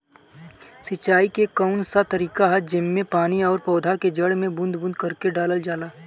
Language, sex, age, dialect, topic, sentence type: Bhojpuri, male, 18-24, Southern / Standard, agriculture, question